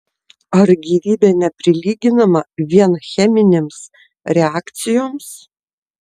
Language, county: Lithuanian, Tauragė